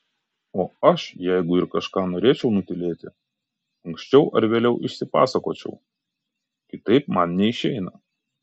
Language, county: Lithuanian, Kaunas